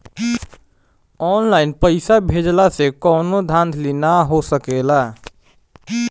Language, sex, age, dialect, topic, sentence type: Bhojpuri, male, 18-24, Northern, banking, statement